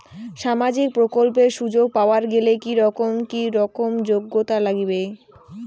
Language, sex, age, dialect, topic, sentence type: Bengali, female, 18-24, Rajbangshi, banking, question